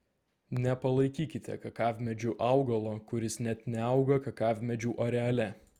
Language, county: Lithuanian, Vilnius